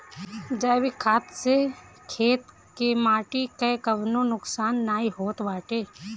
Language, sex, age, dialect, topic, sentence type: Bhojpuri, female, 18-24, Northern, agriculture, statement